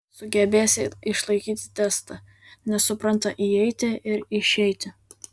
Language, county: Lithuanian, Vilnius